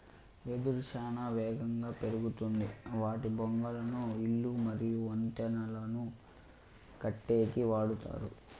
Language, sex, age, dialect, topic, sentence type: Telugu, male, 18-24, Southern, agriculture, statement